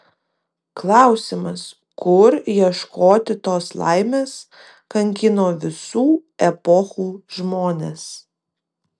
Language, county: Lithuanian, Vilnius